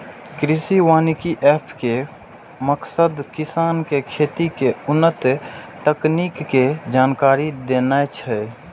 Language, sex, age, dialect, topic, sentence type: Maithili, male, 18-24, Eastern / Thethi, agriculture, statement